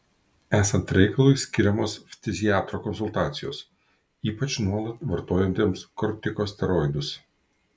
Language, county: Lithuanian, Kaunas